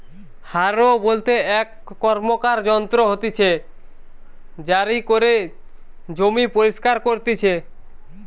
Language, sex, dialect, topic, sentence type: Bengali, male, Western, agriculture, statement